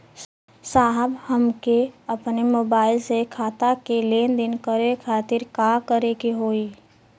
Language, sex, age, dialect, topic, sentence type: Bhojpuri, female, 18-24, Western, banking, question